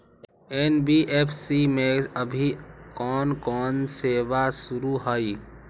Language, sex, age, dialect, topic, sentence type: Magahi, male, 18-24, Western, banking, question